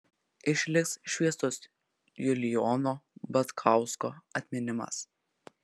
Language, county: Lithuanian, Telšiai